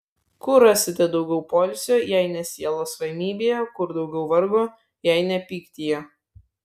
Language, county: Lithuanian, Vilnius